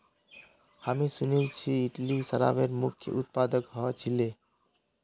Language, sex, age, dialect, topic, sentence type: Magahi, male, 25-30, Northeastern/Surjapuri, agriculture, statement